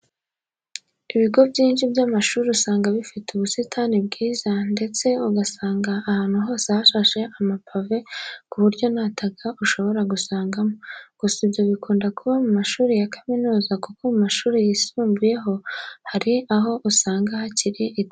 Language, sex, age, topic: Kinyarwanda, female, 18-24, education